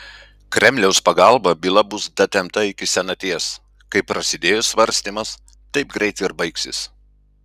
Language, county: Lithuanian, Klaipėda